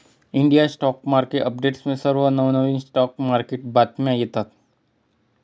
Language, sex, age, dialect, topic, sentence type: Marathi, male, 36-40, Northern Konkan, banking, statement